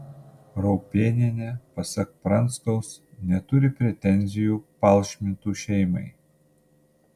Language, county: Lithuanian, Panevėžys